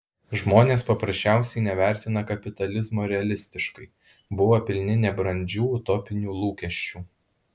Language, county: Lithuanian, Alytus